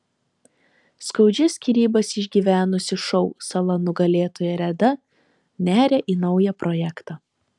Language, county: Lithuanian, Telšiai